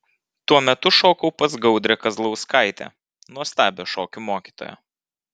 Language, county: Lithuanian, Vilnius